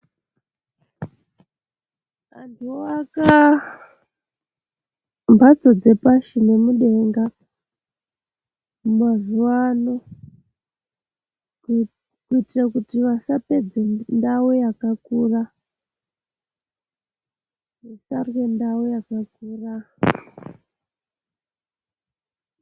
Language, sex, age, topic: Ndau, female, 25-35, education